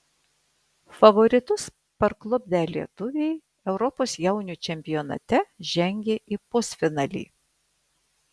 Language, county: Lithuanian, Vilnius